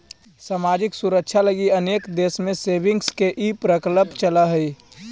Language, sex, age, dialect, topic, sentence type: Magahi, male, 18-24, Central/Standard, banking, statement